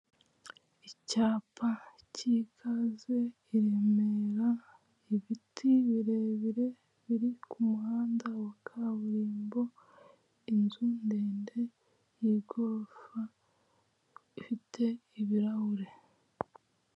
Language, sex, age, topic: Kinyarwanda, female, 25-35, finance